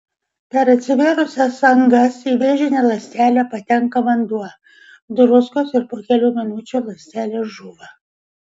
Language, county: Lithuanian, Vilnius